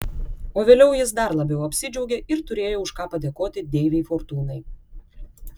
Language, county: Lithuanian, Klaipėda